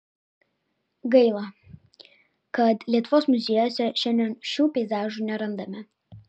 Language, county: Lithuanian, Vilnius